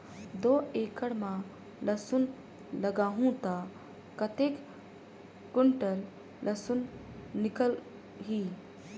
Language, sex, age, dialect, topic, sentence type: Chhattisgarhi, female, 31-35, Northern/Bhandar, agriculture, question